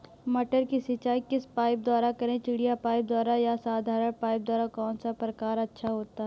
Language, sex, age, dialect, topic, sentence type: Hindi, male, 31-35, Awadhi Bundeli, agriculture, question